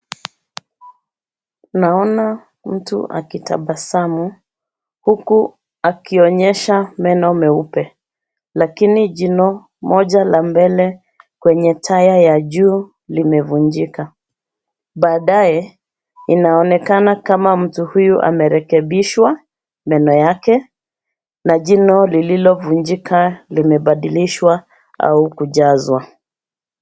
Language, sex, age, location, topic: Swahili, female, 36-49, Nairobi, health